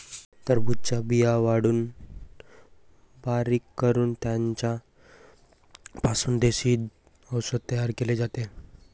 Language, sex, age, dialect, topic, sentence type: Marathi, male, 18-24, Varhadi, agriculture, statement